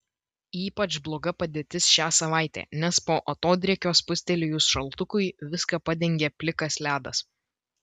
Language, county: Lithuanian, Vilnius